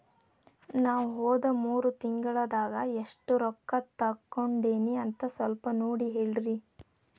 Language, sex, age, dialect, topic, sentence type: Kannada, female, 18-24, Dharwad Kannada, banking, question